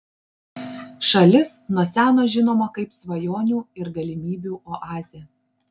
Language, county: Lithuanian, Klaipėda